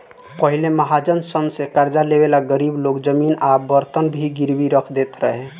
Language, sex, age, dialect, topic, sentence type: Bhojpuri, male, 18-24, Southern / Standard, banking, statement